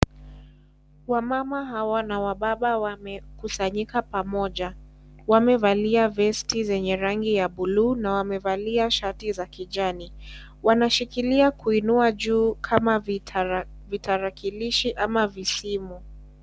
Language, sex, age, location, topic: Swahili, female, 18-24, Kisii, health